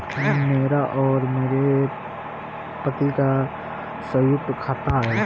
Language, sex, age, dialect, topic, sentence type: Hindi, male, 25-30, Marwari Dhudhari, banking, statement